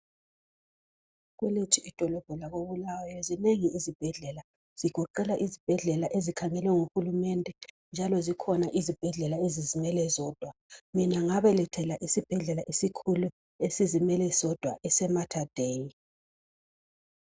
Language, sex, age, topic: North Ndebele, female, 36-49, health